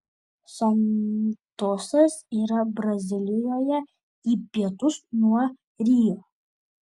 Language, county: Lithuanian, Šiauliai